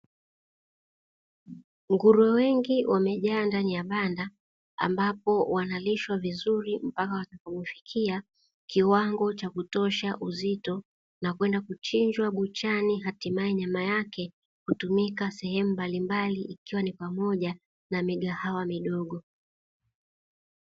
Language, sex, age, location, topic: Swahili, female, 36-49, Dar es Salaam, agriculture